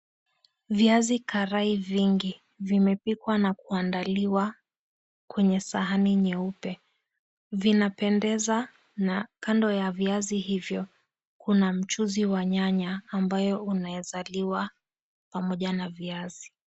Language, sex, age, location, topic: Swahili, female, 18-24, Mombasa, agriculture